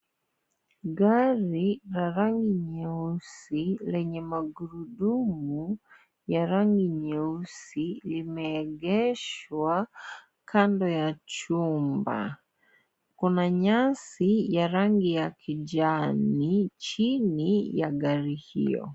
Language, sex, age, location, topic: Swahili, female, 18-24, Kisii, finance